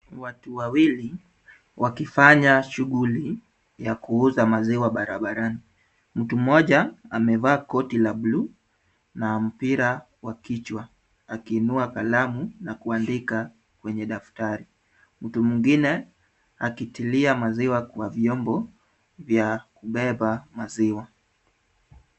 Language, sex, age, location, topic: Swahili, male, 25-35, Kisumu, agriculture